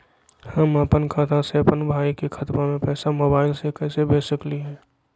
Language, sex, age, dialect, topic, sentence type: Magahi, male, 36-40, Southern, banking, question